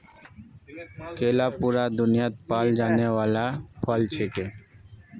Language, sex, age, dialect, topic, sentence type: Magahi, male, 25-30, Northeastern/Surjapuri, agriculture, statement